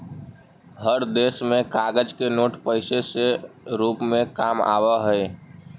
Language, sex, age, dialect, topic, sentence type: Magahi, male, 18-24, Central/Standard, banking, statement